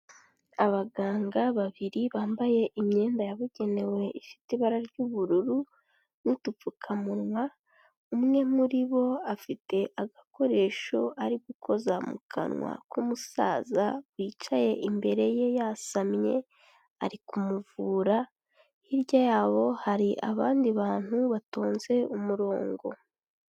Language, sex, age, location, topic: Kinyarwanda, female, 18-24, Kigali, health